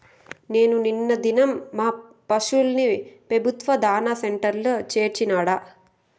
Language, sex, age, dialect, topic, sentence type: Telugu, female, 18-24, Southern, agriculture, statement